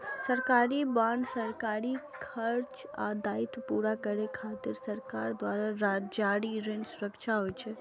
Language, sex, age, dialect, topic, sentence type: Maithili, female, 18-24, Eastern / Thethi, banking, statement